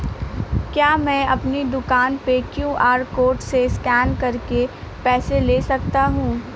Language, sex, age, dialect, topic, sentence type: Hindi, female, 18-24, Awadhi Bundeli, banking, question